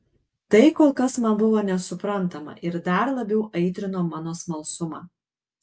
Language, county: Lithuanian, Kaunas